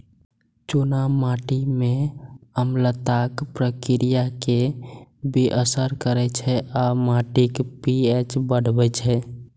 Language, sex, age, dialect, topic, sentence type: Maithili, male, 18-24, Eastern / Thethi, agriculture, statement